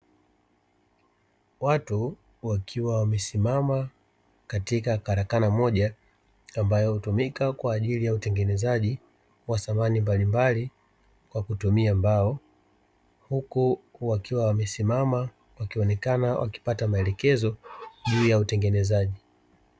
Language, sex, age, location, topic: Swahili, male, 36-49, Dar es Salaam, education